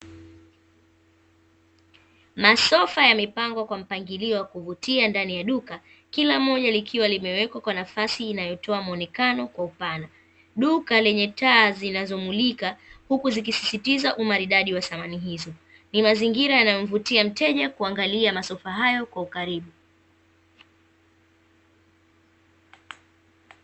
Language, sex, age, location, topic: Swahili, female, 18-24, Dar es Salaam, finance